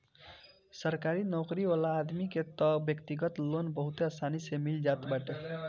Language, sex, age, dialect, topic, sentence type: Bhojpuri, male, <18, Northern, banking, statement